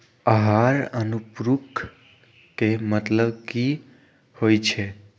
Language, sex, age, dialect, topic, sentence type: Magahi, male, 18-24, Western, agriculture, question